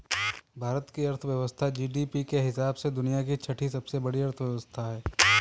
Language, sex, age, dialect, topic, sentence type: Hindi, male, 25-30, Kanauji Braj Bhasha, banking, statement